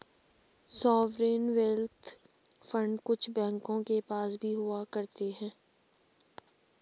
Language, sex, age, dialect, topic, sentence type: Hindi, female, 18-24, Garhwali, banking, statement